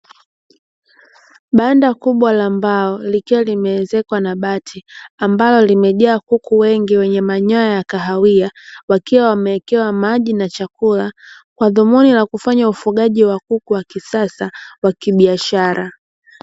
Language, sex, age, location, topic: Swahili, female, 18-24, Dar es Salaam, agriculture